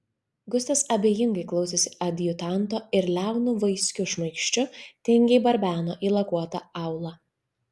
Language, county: Lithuanian, Vilnius